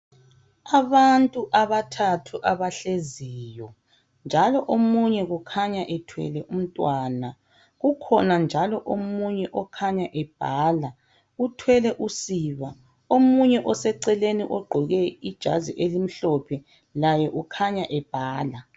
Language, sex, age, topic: North Ndebele, female, 25-35, health